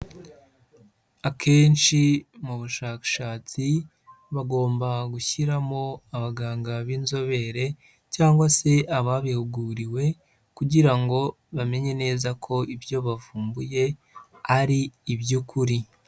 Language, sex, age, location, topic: Kinyarwanda, male, 25-35, Huye, education